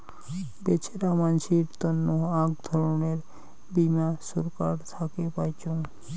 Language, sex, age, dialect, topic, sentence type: Bengali, male, 31-35, Rajbangshi, banking, statement